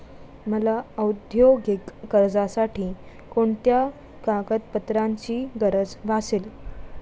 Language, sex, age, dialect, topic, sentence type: Marathi, female, 41-45, Standard Marathi, banking, question